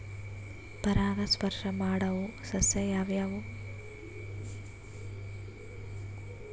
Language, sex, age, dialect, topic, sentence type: Kannada, female, 18-24, Northeastern, agriculture, question